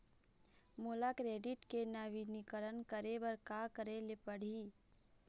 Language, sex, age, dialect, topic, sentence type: Chhattisgarhi, female, 46-50, Eastern, banking, question